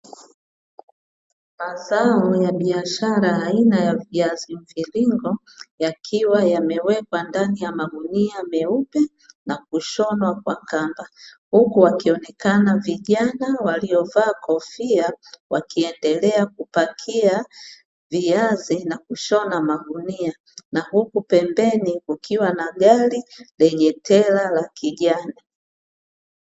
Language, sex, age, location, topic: Swahili, female, 36-49, Dar es Salaam, agriculture